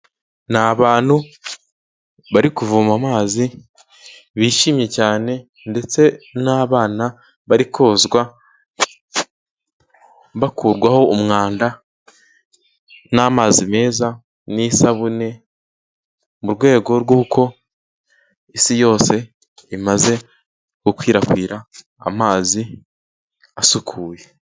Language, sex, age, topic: Kinyarwanda, male, 18-24, health